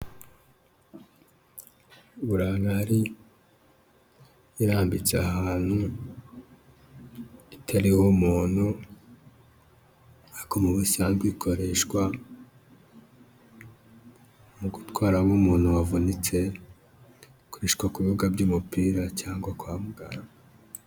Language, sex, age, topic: Kinyarwanda, male, 25-35, health